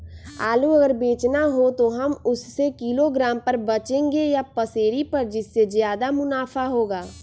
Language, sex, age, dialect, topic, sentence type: Magahi, female, 25-30, Western, agriculture, question